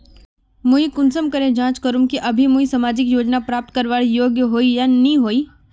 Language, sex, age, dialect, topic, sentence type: Magahi, female, 41-45, Northeastern/Surjapuri, banking, question